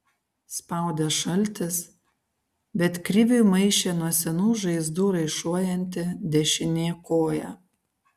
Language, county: Lithuanian, Kaunas